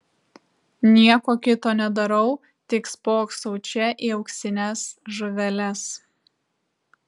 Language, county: Lithuanian, Vilnius